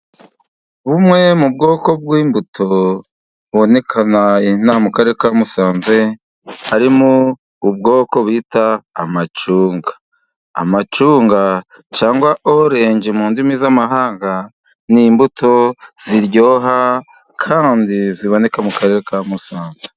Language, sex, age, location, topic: Kinyarwanda, male, 50+, Musanze, agriculture